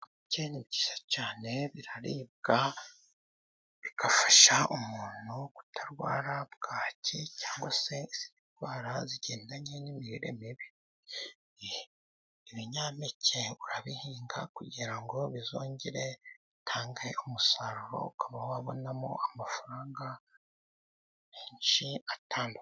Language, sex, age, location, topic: Kinyarwanda, male, 25-35, Musanze, agriculture